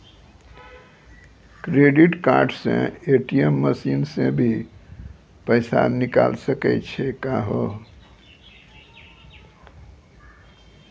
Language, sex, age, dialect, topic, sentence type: Maithili, male, 60-100, Angika, banking, question